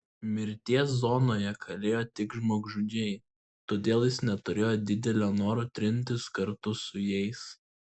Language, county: Lithuanian, Klaipėda